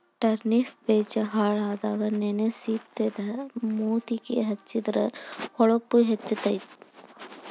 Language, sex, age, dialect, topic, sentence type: Kannada, female, 18-24, Dharwad Kannada, agriculture, statement